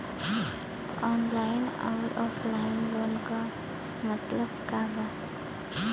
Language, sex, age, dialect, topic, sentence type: Bhojpuri, female, 18-24, Western, banking, question